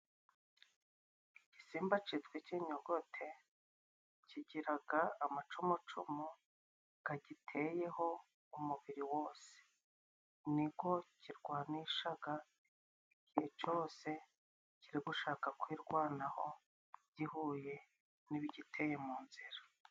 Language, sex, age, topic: Kinyarwanda, female, 36-49, agriculture